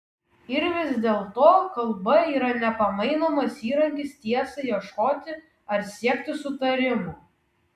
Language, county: Lithuanian, Kaunas